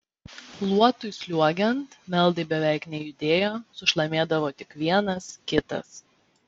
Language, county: Lithuanian, Vilnius